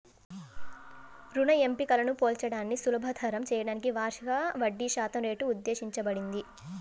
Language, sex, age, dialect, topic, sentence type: Telugu, female, 18-24, Central/Coastal, banking, statement